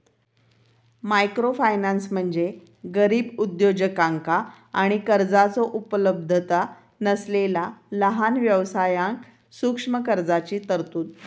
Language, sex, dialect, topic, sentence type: Marathi, female, Southern Konkan, banking, statement